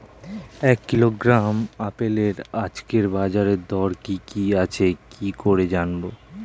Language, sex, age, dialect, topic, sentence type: Bengali, male, 18-24, Standard Colloquial, agriculture, question